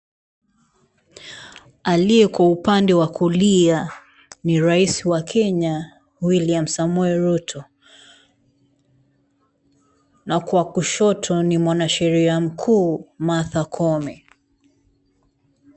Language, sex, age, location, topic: Swahili, female, 36-49, Mombasa, government